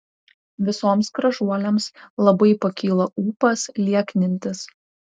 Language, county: Lithuanian, Vilnius